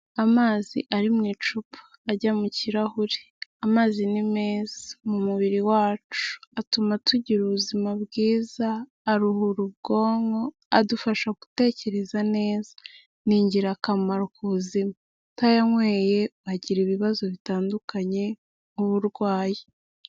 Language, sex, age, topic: Kinyarwanda, female, 18-24, health